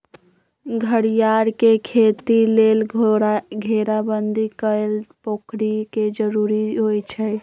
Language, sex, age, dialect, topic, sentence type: Magahi, female, 25-30, Western, agriculture, statement